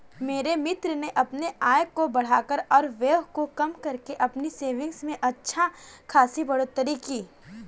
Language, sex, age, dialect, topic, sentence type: Hindi, female, 18-24, Kanauji Braj Bhasha, banking, statement